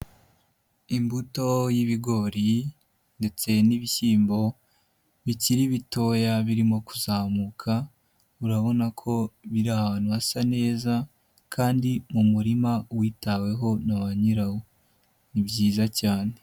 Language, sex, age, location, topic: Kinyarwanda, male, 50+, Nyagatare, agriculture